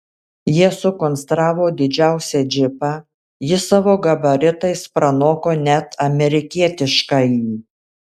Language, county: Lithuanian, Kaunas